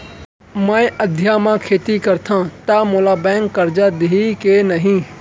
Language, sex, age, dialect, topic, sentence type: Chhattisgarhi, male, 25-30, Central, banking, question